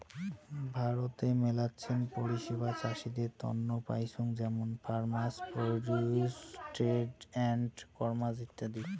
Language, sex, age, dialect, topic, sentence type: Bengali, male, 60-100, Rajbangshi, agriculture, statement